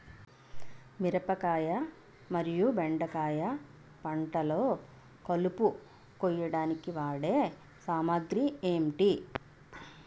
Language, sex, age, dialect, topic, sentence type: Telugu, female, 41-45, Utterandhra, agriculture, question